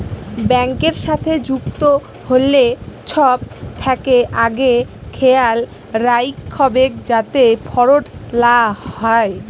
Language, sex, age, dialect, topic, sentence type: Bengali, female, 36-40, Jharkhandi, banking, statement